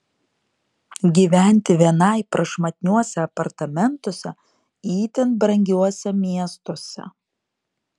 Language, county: Lithuanian, Šiauliai